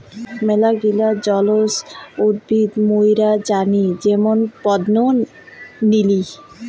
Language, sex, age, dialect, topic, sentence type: Bengali, female, 18-24, Rajbangshi, agriculture, statement